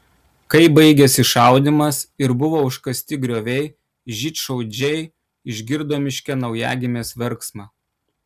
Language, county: Lithuanian, Kaunas